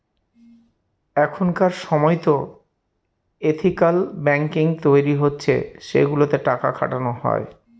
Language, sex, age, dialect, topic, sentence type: Bengali, male, 41-45, Northern/Varendri, banking, statement